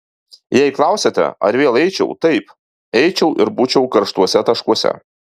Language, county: Lithuanian, Alytus